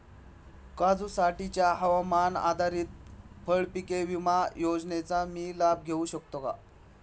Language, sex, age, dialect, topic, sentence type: Marathi, male, 25-30, Standard Marathi, agriculture, question